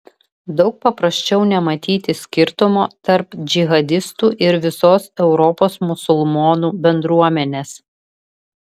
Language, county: Lithuanian, Vilnius